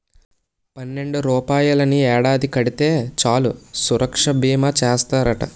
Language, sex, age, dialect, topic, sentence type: Telugu, male, 18-24, Utterandhra, banking, statement